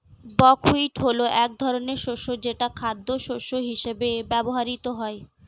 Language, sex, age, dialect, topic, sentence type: Bengali, female, 18-24, Standard Colloquial, agriculture, statement